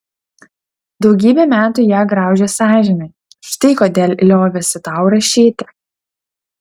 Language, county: Lithuanian, Utena